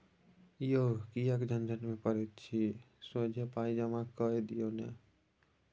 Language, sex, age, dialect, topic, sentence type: Maithili, male, 18-24, Bajjika, banking, statement